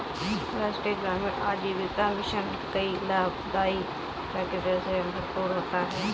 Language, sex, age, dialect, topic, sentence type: Hindi, female, 31-35, Kanauji Braj Bhasha, banking, statement